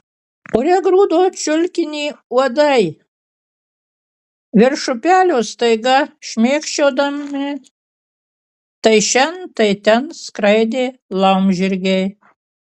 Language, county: Lithuanian, Kaunas